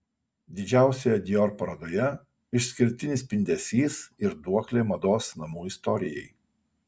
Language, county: Lithuanian, Kaunas